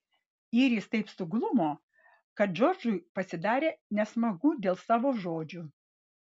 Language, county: Lithuanian, Vilnius